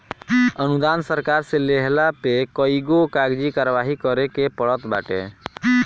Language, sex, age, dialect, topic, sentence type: Bhojpuri, male, 18-24, Northern, banking, statement